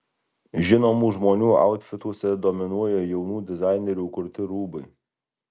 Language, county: Lithuanian, Alytus